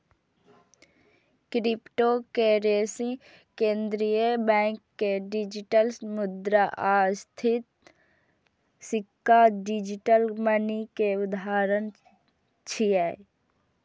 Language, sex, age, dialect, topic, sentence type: Maithili, female, 18-24, Eastern / Thethi, banking, statement